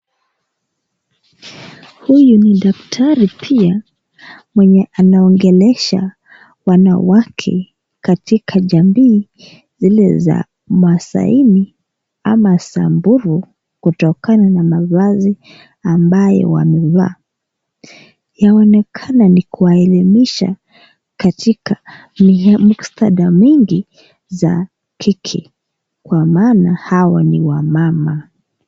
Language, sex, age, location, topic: Swahili, female, 18-24, Nakuru, health